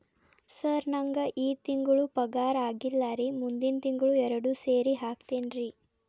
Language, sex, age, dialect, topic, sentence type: Kannada, female, 18-24, Dharwad Kannada, banking, question